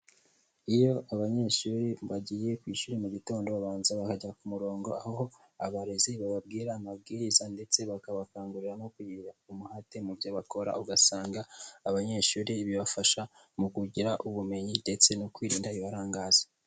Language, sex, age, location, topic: Kinyarwanda, male, 18-24, Huye, education